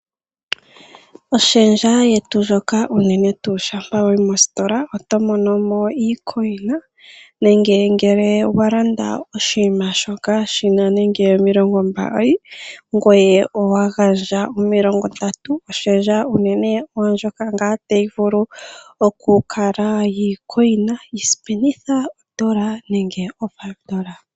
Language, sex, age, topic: Oshiwambo, female, 18-24, finance